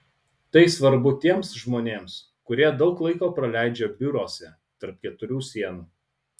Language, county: Lithuanian, Utena